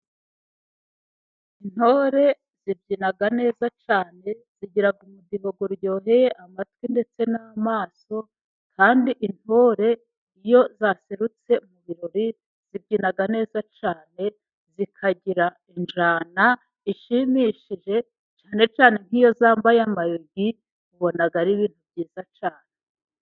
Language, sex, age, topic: Kinyarwanda, female, 36-49, government